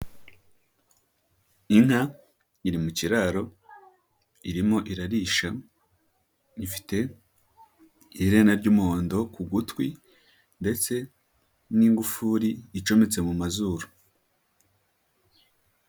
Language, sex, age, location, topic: Kinyarwanda, female, 18-24, Nyagatare, agriculture